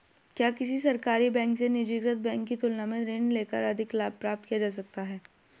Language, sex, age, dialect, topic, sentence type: Hindi, female, 18-24, Marwari Dhudhari, banking, question